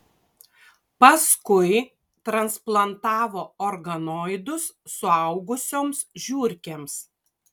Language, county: Lithuanian, Kaunas